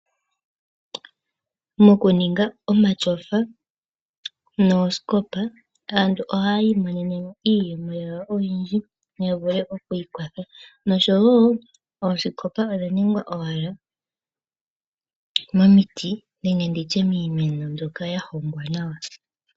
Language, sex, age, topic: Oshiwambo, female, 25-35, finance